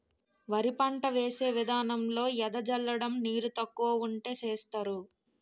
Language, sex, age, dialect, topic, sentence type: Telugu, female, 18-24, Utterandhra, agriculture, statement